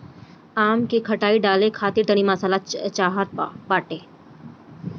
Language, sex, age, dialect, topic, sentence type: Bhojpuri, female, 18-24, Northern, agriculture, statement